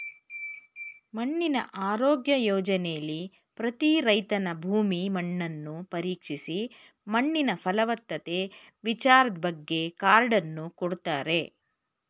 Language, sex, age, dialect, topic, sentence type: Kannada, female, 51-55, Mysore Kannada, agriculture, statement